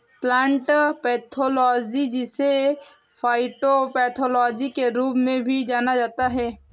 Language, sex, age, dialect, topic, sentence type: Hindi, female, 18-24, Marwari Dhudhari, agriculture, statement